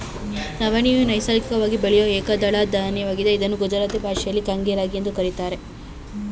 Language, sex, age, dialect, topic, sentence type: Kannada, female, 25-30, Mysore Kannada, agriculture, statement